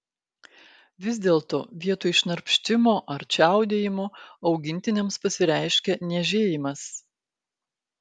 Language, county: Lithuanian, Klaipėda